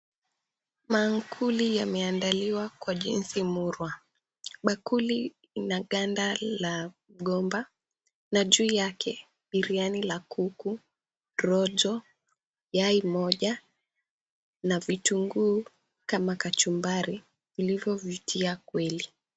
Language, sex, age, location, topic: Swahili, female, 18-24, Mombasa, agriculture